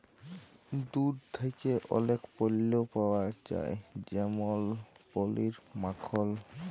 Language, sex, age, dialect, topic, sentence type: Bengali, male, 18-24, Jharkhandi, agriculture, statement